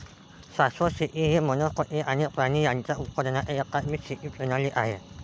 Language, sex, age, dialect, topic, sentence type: Marathi, male, 18-24, Varhadi, agriculture, statement